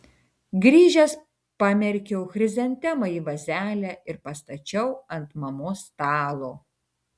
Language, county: Lithuanian, Tauragė